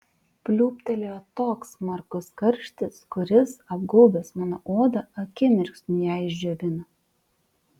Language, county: Lithuanian, Vilnius